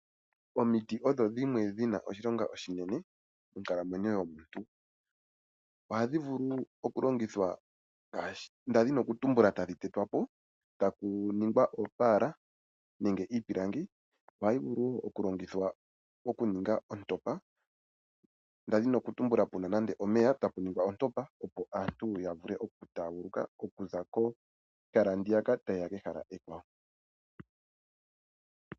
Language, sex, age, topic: Oshiwambo, male, 25-35, agriculture